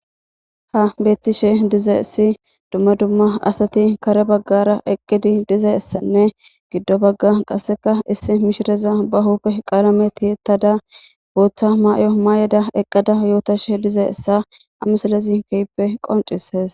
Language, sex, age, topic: Gamo, female, 18-24, government